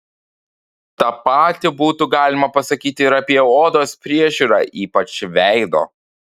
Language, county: Lithuanian, Panevėžys